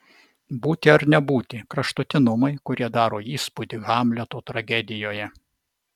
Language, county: Lithuanian, Vilnius